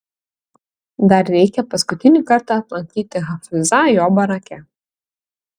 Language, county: Lithuanian, Kaunas